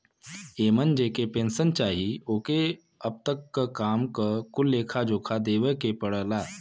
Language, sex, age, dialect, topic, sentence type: Bhojpuri, male, 25-30, Western, banking, statement